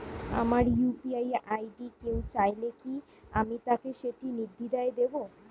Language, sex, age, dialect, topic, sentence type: Bengali, female, 25-30, Northern/Varendri, banking, question